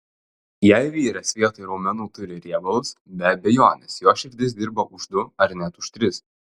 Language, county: Lithuanian, Telšiai